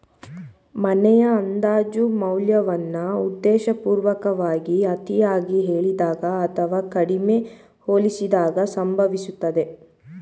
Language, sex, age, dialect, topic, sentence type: Kannada, female, 18-24, Mysore Kannada, banking, statement